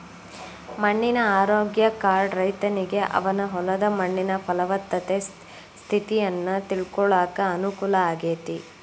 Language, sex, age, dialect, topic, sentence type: Kannada, female, 18-24, Dharwad Kannada, agriculture, statement